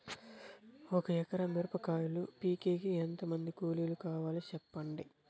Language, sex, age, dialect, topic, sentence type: Telugu, male, 41-45, Southern, agriculture, question